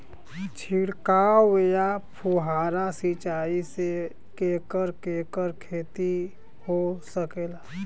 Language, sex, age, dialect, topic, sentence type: Bhojpuri, male, 25-30, Western, agriculture, question